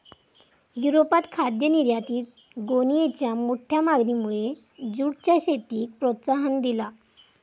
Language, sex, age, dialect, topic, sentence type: Marathi, female, 25-30, Southern Konkan, agriculture, statement